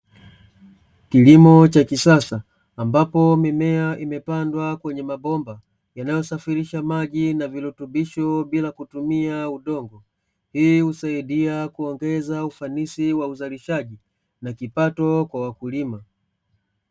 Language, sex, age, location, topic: Swahili, male, 25-35, Dar es Salaam, agriculture